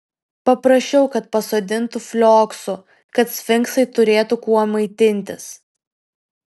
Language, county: Lithuanian, Vilnius